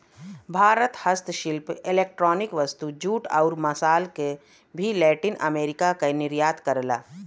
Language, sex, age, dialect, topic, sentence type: Bhojpuri, female, 36-40, Western, banking, statement